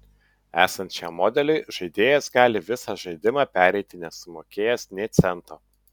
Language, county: Lithuanian, Utena